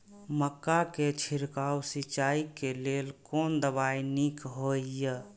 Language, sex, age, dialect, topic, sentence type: Maithili, male, 25-30, Eastern / Thethi, agriculture, question